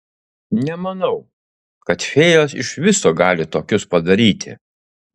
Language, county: Lithuanian, Utena